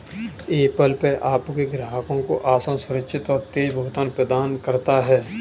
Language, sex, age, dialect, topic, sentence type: Hindi, male, 18-24, Kanauji Braj Bhasha, banking, statement